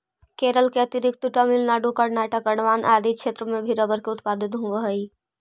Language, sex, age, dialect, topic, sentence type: Magahi, female, 25-30, Central/Standard, banking, statement